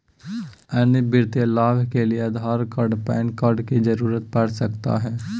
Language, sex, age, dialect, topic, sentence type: Magahi, male, 18-24, Southern, banking, question